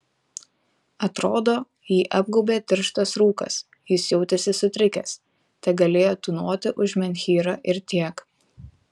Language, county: Lithuanian, Telšiai